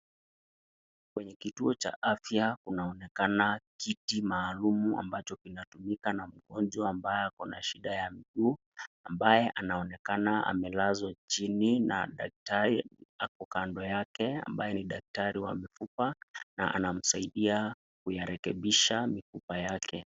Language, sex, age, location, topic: Swahili, male, 25-35, Nakuru, health